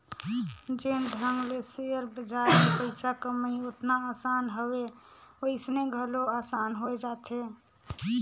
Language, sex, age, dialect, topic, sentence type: Chhattisgarhi, female, 41-45, Northern/Bhandar, banking, statement